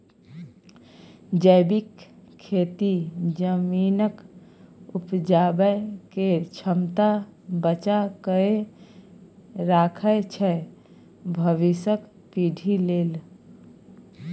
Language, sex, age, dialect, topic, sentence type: Maithili, female, 31-35, Bajjika, agriculture, statement